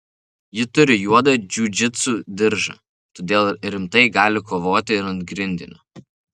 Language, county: Lithuanian, Vilnius